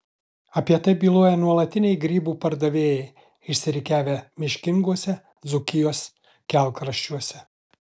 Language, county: Lithuanian, Alytus